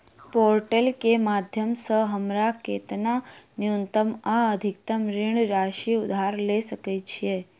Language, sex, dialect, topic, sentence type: Maithili, female, Southern/Standard, banking, question